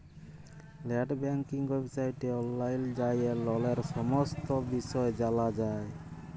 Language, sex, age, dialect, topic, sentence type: Bengali, male, 31-35, Jharkhandi, banking, statement